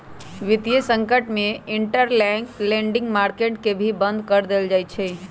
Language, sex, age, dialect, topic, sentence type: Magahi, female, 31-35, Western, banking, statement